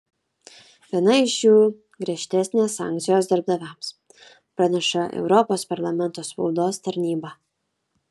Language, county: Lithuanian, Kaunas